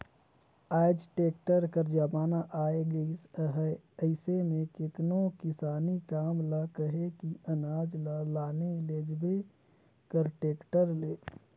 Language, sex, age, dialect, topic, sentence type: Chhattisgarhi, male, 25-30, Northern/Bhandar, agriculture, statement